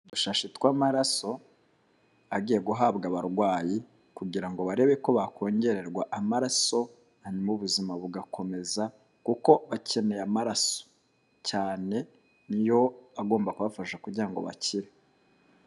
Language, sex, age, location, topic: Kinyarwanda, male, 25-35, Kigali, health